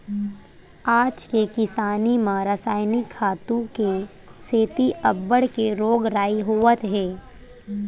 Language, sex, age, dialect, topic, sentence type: Chhattisgarhi, female, 18-24, Western/Budati/Khatahi, agriculture, statement